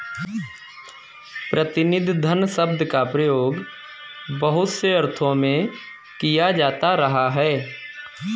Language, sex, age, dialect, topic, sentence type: Hindi, male, 25-30, Kanauji Braj Bhasha, banking, statement